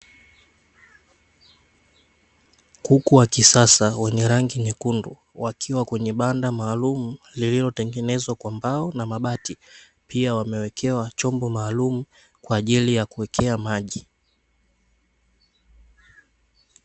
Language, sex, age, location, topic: Swahili, male, 18-24, Dar es Salaam, agriculture